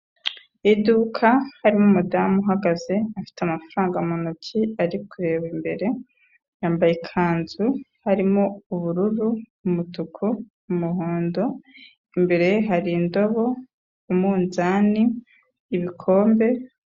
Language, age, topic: Kinyarwanda, 25-35, finance